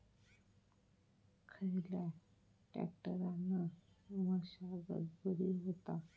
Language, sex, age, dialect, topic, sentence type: Marathi, male, 31-35, Southern Konkan, agriculture, question